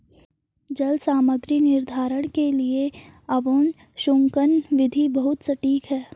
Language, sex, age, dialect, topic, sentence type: Hindi, female, 51-55, Garhwali, agriculture, statement